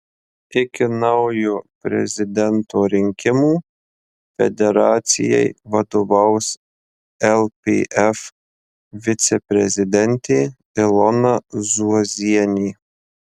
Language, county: Lithuanian, Marijampolė